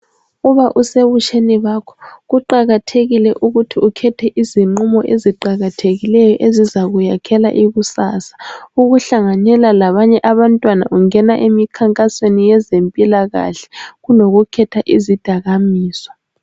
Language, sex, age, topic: North Ndebele, female, 18-24, health